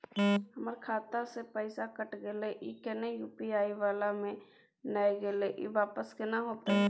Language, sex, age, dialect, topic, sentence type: Maithili, female, 18-24, Bajjika, banking, question